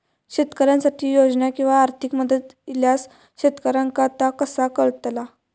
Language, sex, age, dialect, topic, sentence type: Marathi, female, 25-30, Southern Konkan, agriculture, question